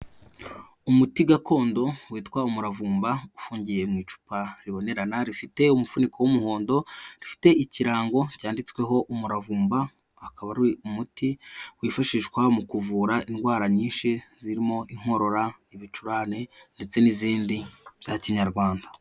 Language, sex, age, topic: Kinyarwanda, male, 18-24, health